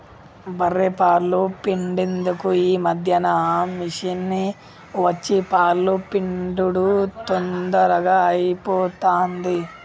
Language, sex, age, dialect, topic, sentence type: Telugu, male, 51-55, Telangana, agriculture, statement